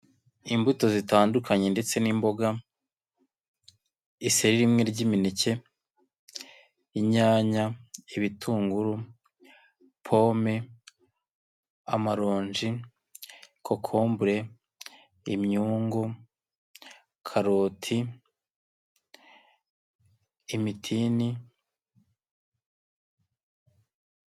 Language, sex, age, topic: Kinyarwanda, male, 25-35, agriculture